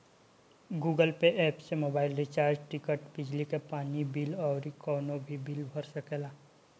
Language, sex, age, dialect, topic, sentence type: Bhojpuri, male, 18-24, Northern, banking, statement